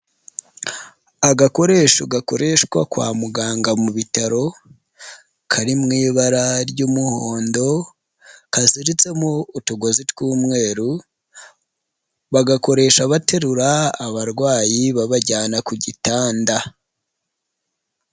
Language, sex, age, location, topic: Kinyarwanda, male, 25-35, Huye, health